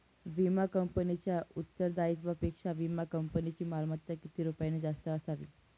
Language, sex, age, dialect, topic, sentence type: Marathi, female, 18-24, Northern Konkan, banking, question